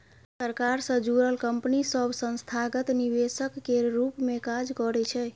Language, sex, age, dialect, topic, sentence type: Maithili, female, 25-30, Bajjika, banking, statement